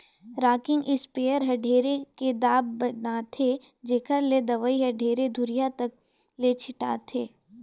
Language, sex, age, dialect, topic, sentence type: Chhattisgarhi, female, 18-24, Northern/Bhandar, agriculture, statement